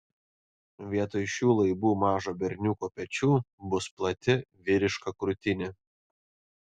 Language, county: Lithuanian, Panevėžys